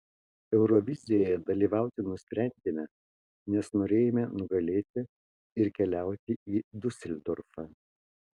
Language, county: Lithuanian, Kaunas